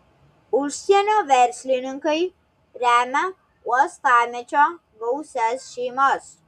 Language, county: Lithuanian, Klaipėda